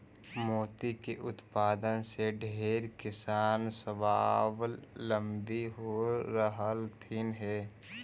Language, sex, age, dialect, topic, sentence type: Magahi, male, 18-24, Central/Standard, agriculture, statement